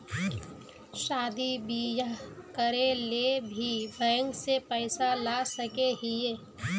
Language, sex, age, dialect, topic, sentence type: Magahi, female, 25-30, Northeastern/Surjapuri, banking, question